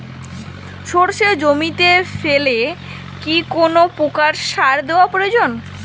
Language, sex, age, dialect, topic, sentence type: Bengali, female, 18-24, Rajbangshi, agriculture, question